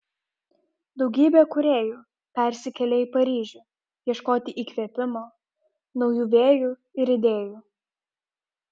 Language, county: Lithuanian, Kaunas